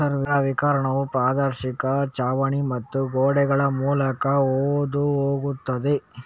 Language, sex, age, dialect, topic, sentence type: Kannada, male, 36-40, Coastal/Dakshin, agriculture, statement